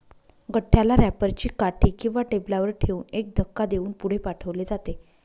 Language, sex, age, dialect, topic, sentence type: Marathi, female, 25-30, Northern Konkan, agriculture, statement